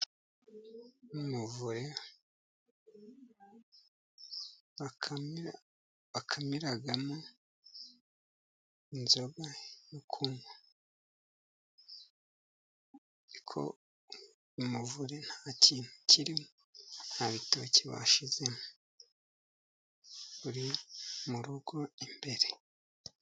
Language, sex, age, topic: Kinyarwanda, male, 50+, government